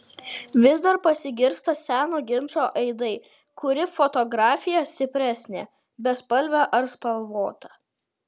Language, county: Lithuanian, Kaunas